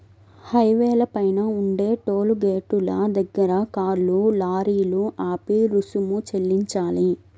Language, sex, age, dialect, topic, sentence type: Telugu, female, 25-30, Central/Coastal, banking, statement